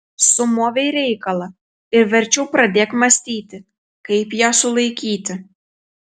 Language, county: Lithuanian, Telšiai